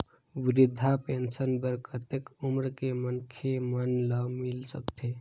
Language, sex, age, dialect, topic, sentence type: Chhattisgarhi, male, 18-24, Northern/Bhandar, banking, question